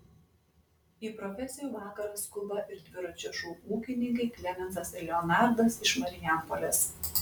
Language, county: Lithuanian, Klaipėda